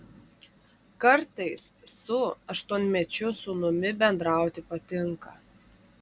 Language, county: Lithuanian, Klaipėda